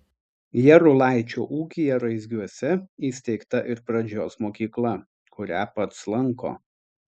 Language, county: Lithuanian, Tauragė